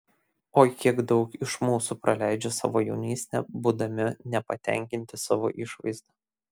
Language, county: Lithuanian, Kaunas